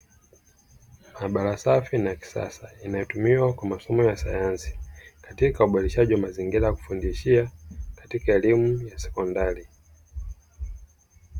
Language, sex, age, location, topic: Swahili, male, 25-35, Dar es Salaam, education